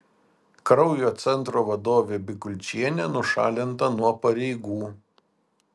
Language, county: Lithuanian, Vilnius